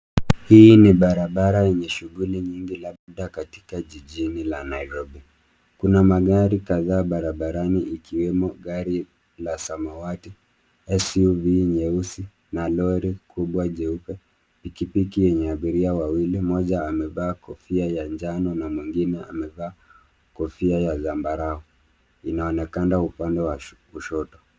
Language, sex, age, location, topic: Swahili, male, 25-35, Nairobi, government